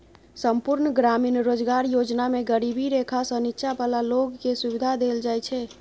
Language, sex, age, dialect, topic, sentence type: Maithili, female, 31-35, Bajjika, banking, statement